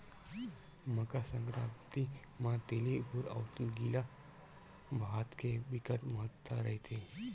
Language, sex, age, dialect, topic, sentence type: Chhattisgarhi, male, 18-24, Western/Budati/Khatahi, agriculture, statement